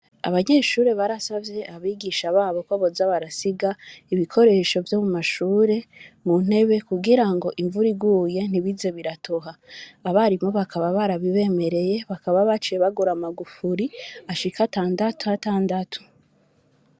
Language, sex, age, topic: Rundi, female, 25-35, education